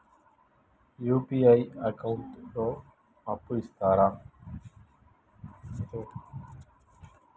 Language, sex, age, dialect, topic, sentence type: Telugu, male, 31-35, Telangana, banking, question